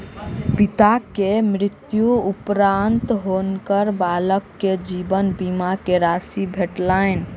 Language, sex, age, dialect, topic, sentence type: Maithili, male, 25-30, Southern/Standard, banking, statement